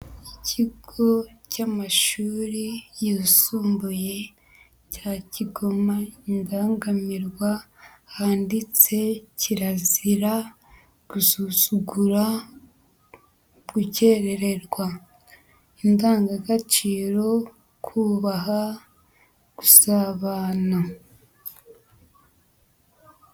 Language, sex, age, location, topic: Kinyarwanda, female, 25-35, Huye, education